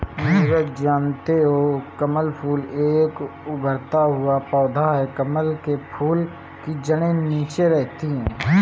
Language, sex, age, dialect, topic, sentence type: Hindi, male, 18-24, Awadhi Bundeli, agriculture, statement